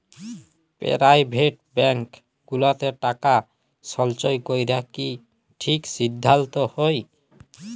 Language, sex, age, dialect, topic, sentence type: Bengali, male, 18-24, Jharkhandi, banking, statement